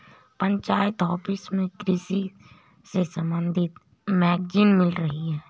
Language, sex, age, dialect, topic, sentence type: Hindi, female, 31-35, Awadhi Bundeli, agriculture, statement